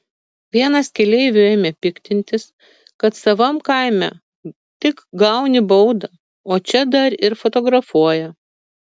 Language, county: Lithuanian, Kaunas